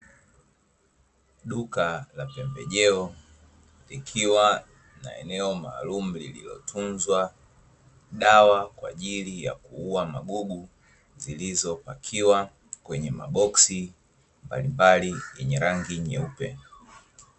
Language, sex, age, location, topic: Swahili, male, 25-35, Dar es Salaam, agriculture